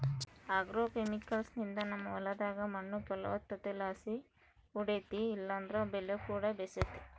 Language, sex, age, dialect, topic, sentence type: Kannada, female, 18-24, Central, agriculture, statement